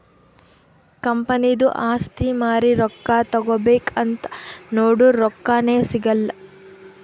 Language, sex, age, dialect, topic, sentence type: Kannada, female, 18-24, Northeastern, banking, statement